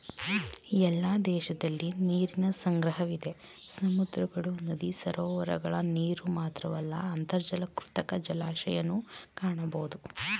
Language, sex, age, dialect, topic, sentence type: Kannada, female, 18-24, Mysore Kannada, agriculture, statement